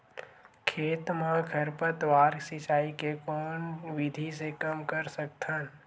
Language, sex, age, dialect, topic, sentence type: Chhattisgarhi, male, 18-24, Western/Budati/Khatahi, agriculture, question